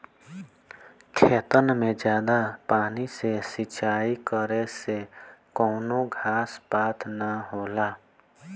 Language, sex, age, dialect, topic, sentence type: Bhojpuri, male, 18-24, Southern / Standard, agriculture, statement